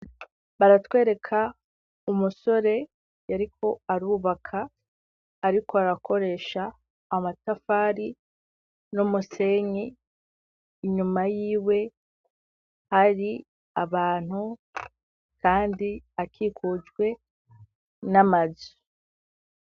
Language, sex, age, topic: Rundi, female, 18-24, education